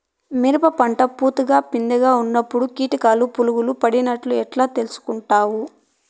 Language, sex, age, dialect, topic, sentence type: Telugu, female, 18-24, Southern, agriculture, question